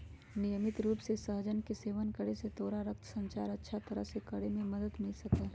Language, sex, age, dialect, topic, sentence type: Magahi, male, 41-45, Western, agriculture, statement